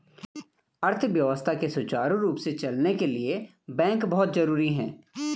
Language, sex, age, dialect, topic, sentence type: Hindi, male, 25-30, Garhwali, banking, statement